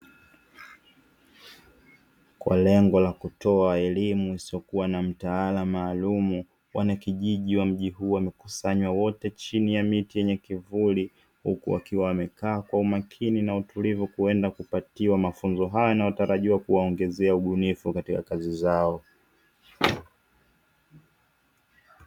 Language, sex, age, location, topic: Swahili, male, 25-35, Dar es Salaam, education